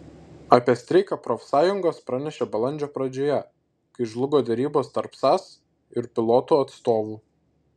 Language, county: Lithuanian, Šiauliai